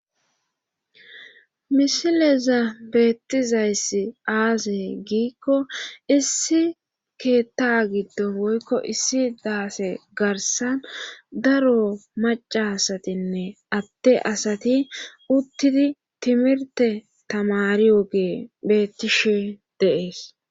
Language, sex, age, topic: Gamo, female, 25-35, government